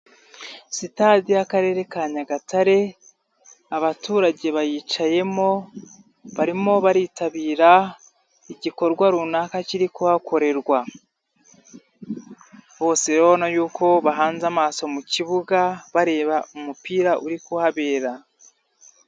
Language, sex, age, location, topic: Kinyarwanda, male, 25-35, Nyagatare, government